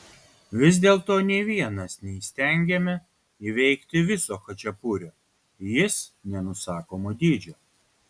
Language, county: Lithuanian, Kaunas